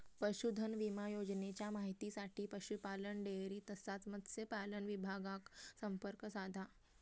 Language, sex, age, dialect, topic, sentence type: Marathi, female, 25-30, Southern Konkan, agriculture, statement